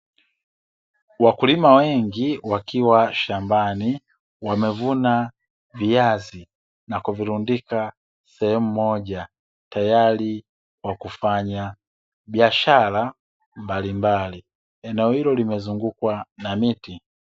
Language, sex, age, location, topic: Swahili, male, 25-35, Dar es Salaam, agriculture